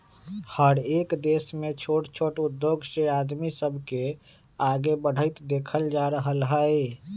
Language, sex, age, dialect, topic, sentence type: Magahi, male, 25-30, Western, banking, statement